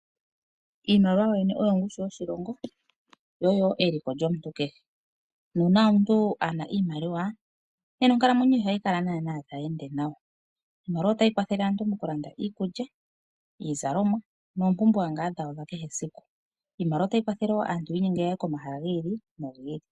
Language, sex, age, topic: Oshiwambo, female, 25-35, finance